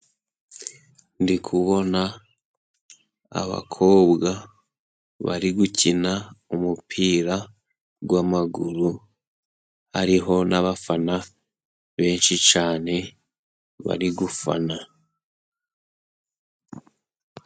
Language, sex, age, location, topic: Kinyarwanda, male, 18-24, Musanze, government